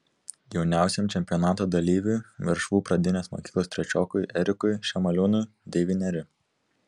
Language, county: Lithuanian, Vilnius